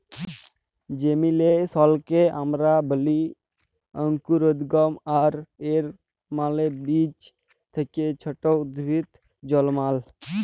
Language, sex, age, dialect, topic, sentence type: Bengali, male, 31-35, Jharkhandi, agriculture, statement